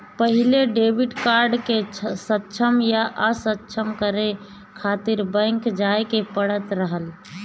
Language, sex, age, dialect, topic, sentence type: Bhojpuri, female, 25-30, Northern, banking, statement